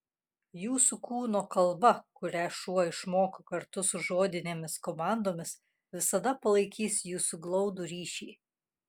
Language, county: Lithuanian, Kaunas